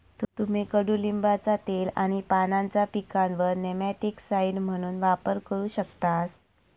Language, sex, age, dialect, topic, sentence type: Marathi, female, 25-30, Southern Konkan, agriculture, statement